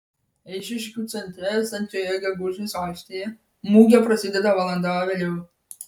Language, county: Lithuanian, Vilnius